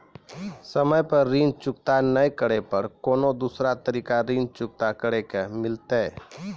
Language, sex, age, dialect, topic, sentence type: Maithili, male, 25-30, Angika, banking, question